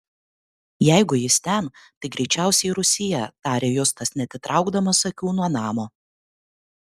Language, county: Lithuanian, Kaunas